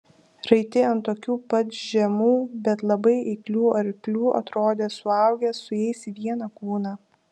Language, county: Lithuanian, Šiauliai